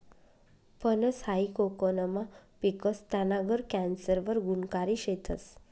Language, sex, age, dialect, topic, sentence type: Marathi, female, 25-30, Northern Konkan, agriculture, statement